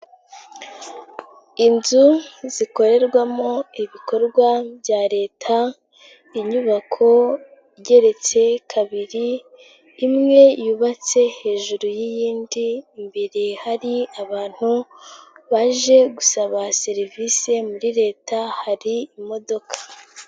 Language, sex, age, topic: Kinyarwanda, female, 18-24, government